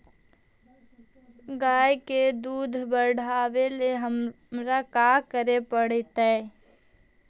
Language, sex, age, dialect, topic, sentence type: Magahi, male, 18-24, Central/Standard, agriculture, question